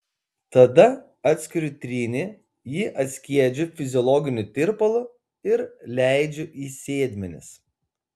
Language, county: Lithuanian, Kaunas